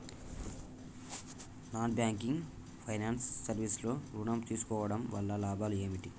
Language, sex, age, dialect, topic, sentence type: Telugu, male, 18-24, Telangana, banking, question